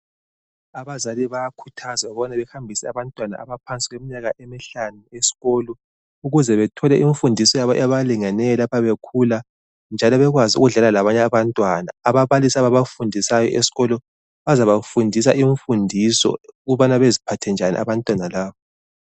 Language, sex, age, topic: North Ndebele, male, 36-49, education